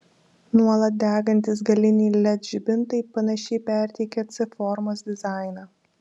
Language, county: Lithuanian, Šiauliai